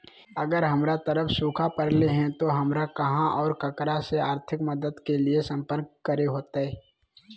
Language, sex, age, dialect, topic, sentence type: Magahi, male, 18-24, Southern, agriculture, question